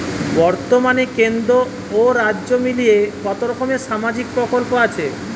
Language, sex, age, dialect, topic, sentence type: Bengali, male, 31-35, Western, banking, question